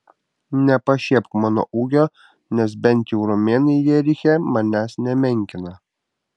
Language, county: Lithuanian, Kaunas